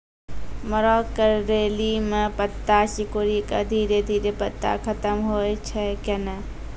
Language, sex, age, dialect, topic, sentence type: Maithili, female, 46-50, Angika, agriculture, question